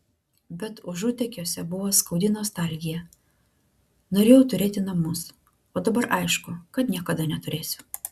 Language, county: Lithuanian, Klaipėda